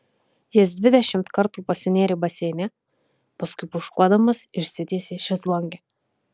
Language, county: Lithuanian, Kaunas